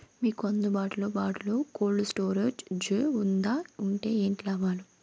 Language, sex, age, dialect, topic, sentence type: Telugu, female, 18-24, Southern, agriculture, question